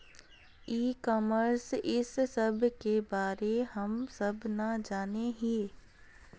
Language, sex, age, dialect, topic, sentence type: Magahi, female, 41-45, Northeastern/Surjapuri, agriculture, question